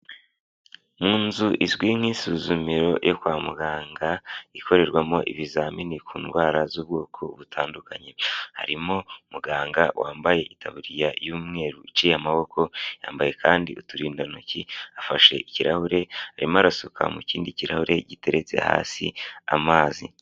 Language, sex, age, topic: Kinyarwanda, male, 18-24, health